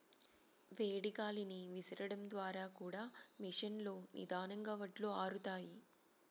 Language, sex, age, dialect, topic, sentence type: Telugu, female, 31-35, Southern, agriculture, statement